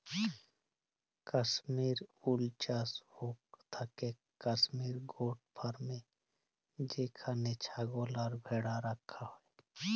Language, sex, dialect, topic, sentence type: Bengali, male, Jharkhandi, agriculture, statement